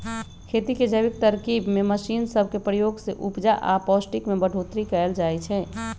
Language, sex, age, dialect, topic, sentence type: Magahi, male, 51-55, Western, agriculture, statement